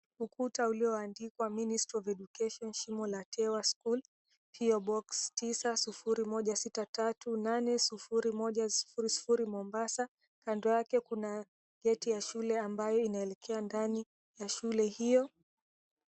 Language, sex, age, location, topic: Swahili, female, 18-24, Mombasa, education